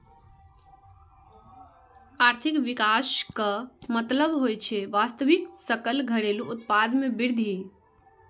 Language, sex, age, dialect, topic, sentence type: Maithili, female, 46-50, Eastern / Thethi, banking, statement